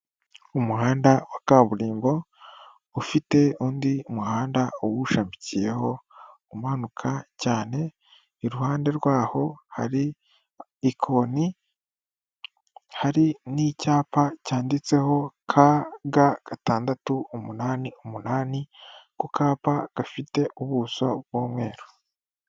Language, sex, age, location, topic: Kinyarwanda, female, 25-35, Kigali, government